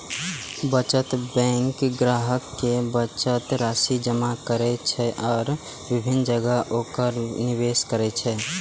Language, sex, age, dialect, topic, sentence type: Maithili, male, 18-24, Eastern / Thethi, banking, statement